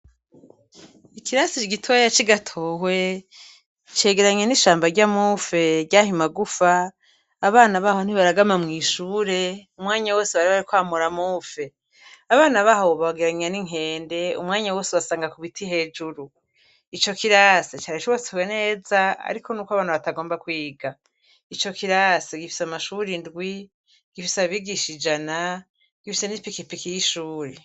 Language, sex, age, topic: Rundi, female, 36-49, education